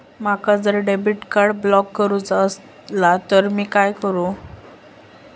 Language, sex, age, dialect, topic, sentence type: Marathi, female, 18-24, Southern Konkan, banking, question